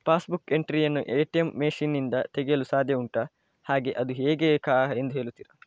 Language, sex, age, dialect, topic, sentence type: Kannada, male, 25-30, Coastal/Dakshin, banking, question